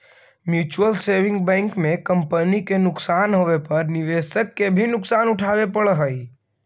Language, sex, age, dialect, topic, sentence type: Magahi, male, 25-30, Central/Standard, banking, statement